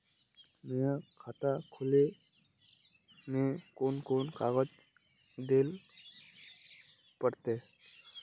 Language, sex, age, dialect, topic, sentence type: Magahi, male, 18-24, Northeastern/Surjapuri, banking, question